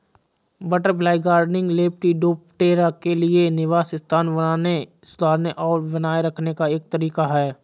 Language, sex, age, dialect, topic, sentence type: Hindi, male, 25-30, Awadhi Bundeli, agriculture, statement